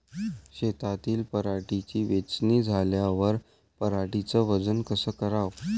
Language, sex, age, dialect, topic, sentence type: Marathi, male, 18-24, Varhadi, agriculture, question